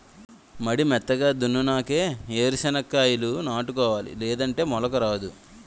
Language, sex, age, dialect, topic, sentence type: Telugu, male, 25-30, Utterandhra, agriculture, statement